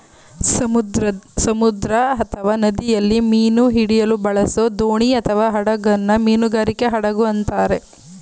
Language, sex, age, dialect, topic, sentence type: Kannada, female, 25-30, Mysore Kannada, agriculture, statement